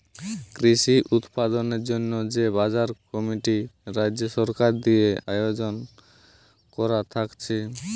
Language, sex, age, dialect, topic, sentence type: Bengali, male, 18-24, Western, agriculture, statement